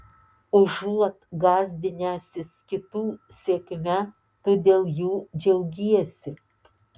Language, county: Lithuanian, Alytus